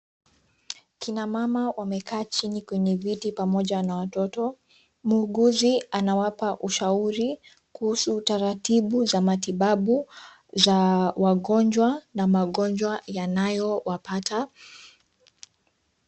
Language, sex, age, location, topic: Swahili, female, 18-24, Nairobi, health